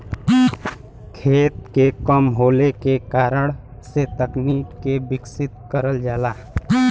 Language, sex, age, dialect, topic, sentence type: Bhojpuri, male, 18-24, Western, agriculture, statement